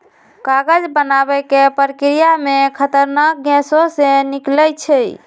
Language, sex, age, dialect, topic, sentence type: Magahi, female, 18-24, Western, agriculture, statement